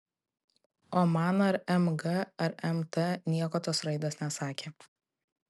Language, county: Lithuanian, Klaipėda